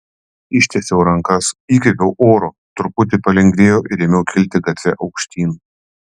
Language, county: Lithuanian, Panevėžys